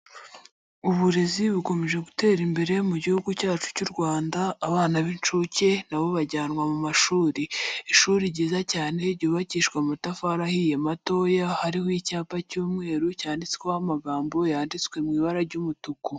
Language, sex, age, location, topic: Kinyarwanda, male, 50+, Nyagatare, education